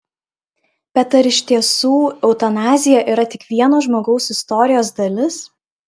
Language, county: Lithuanian, Klaipėda